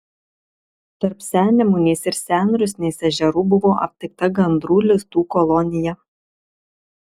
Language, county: Lithuanian, Marijampolė